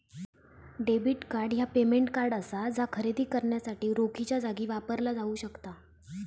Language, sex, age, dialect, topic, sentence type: Marathi, female, 18-24, Southern Konkan, banking, statement